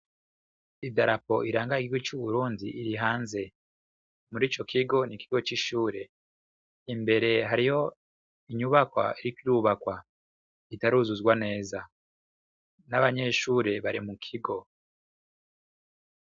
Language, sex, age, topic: Rundi, male, 25-35, education